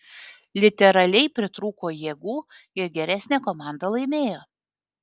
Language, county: Lithuanian, Panevėžys